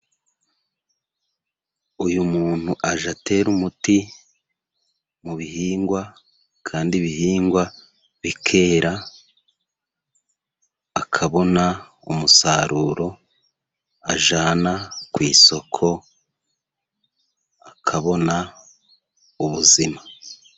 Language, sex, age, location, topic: Kinyarwanda, male, 36-49, Musanze, agriculture